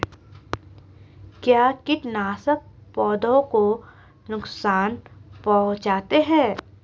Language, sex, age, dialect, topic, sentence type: Hindi, female, 25-30, Marwari Dhudhari, agriculture, question